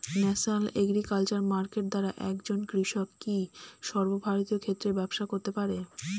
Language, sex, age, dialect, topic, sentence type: Bengali, female, 25-30, Standard Colloquial, agriculture, question